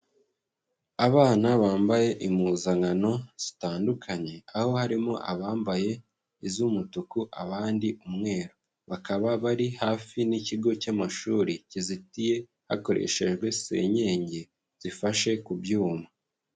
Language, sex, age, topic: Kinyarwanda, male, 25-35, agriculture